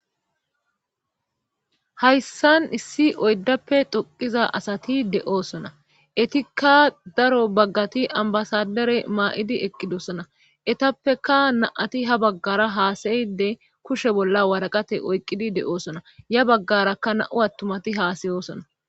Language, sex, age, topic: Gamo, female, 25-35, government